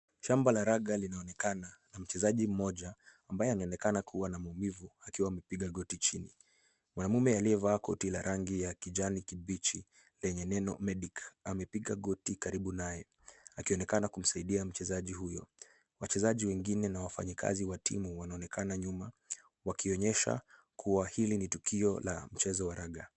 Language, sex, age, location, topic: Swahili, male, 18-24, Nairobi, health